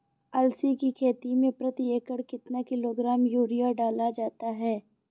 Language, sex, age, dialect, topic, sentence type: Hindi, female, 25-30, Awadhi Bundeli, agriculture, question